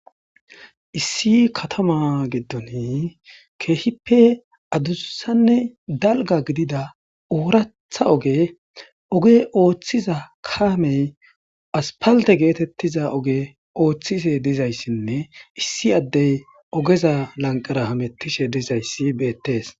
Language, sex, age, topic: Gamo, male, 25-35, government